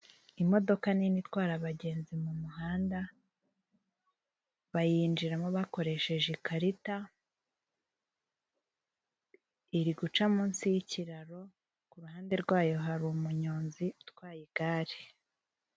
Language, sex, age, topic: Kinyarwanda, female, 18-24, government